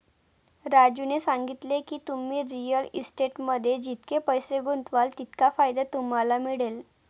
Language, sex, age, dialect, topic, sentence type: Marathi, female, 18-24, Varhadi, banking, statement